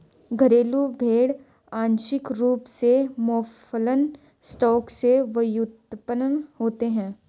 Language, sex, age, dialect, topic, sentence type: Hindi, female, 18-24, Hindustani Malvi Khadi Boli, agriculture, statement